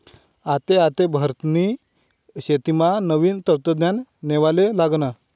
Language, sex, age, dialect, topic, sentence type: Marathi, male, 25-30, Northern Konkan, agriculture, statement